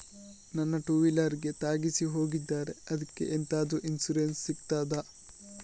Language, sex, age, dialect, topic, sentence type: Kannada, male, 41-45, Coastal/Dakshin, banking, question